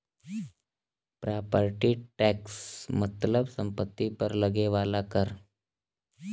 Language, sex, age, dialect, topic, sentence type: Bhojpuri, male, <18, Western, banking, statement